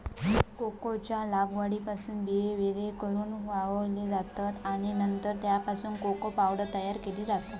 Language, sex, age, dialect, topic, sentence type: Marathi, female, 18-24, Southern Konkan, agriculture, statement